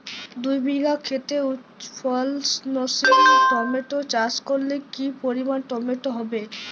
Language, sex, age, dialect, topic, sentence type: Bengali, female, 18-24, Jharkhandi, agriculture, question